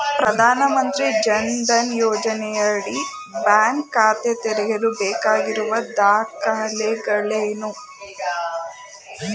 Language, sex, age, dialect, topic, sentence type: Kannada, female, 18-24, Mysore Kannada, banking, question